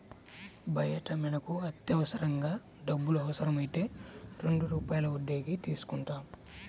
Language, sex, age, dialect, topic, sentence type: Telugu, male, 18-24, Central/Coastal, banking, statement